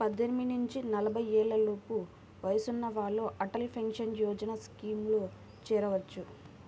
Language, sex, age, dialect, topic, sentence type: Telugu, female, 18-24, Central/Coastal, banking, statement